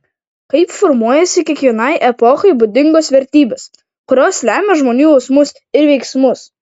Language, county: Lithuanian, Vilnius